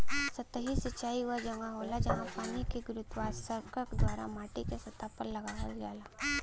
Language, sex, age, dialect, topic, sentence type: Bhojpuri, female, 18-24, Western, agriculture, statement